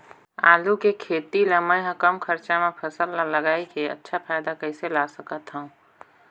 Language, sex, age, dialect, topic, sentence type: Chhattisgarhi, female, 25-30, Northern/Bhandar, agriculture, question